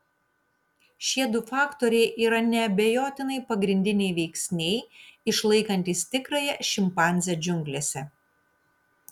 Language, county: Lithuanian, Kaunas